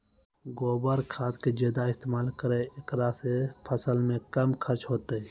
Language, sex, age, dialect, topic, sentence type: Maithili, male, 18-24, Angika, agriculture, question